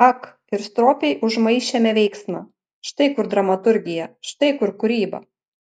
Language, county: Lithuanian, Panevėžys